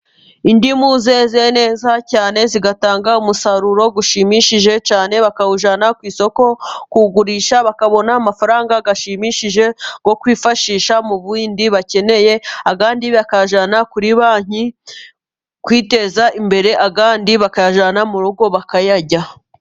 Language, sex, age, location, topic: Kinyarwanda, female, 18-24, Musanze, agriculture